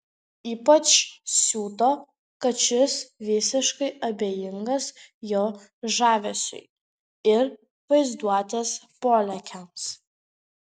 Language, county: Lithuanian, Panevėžys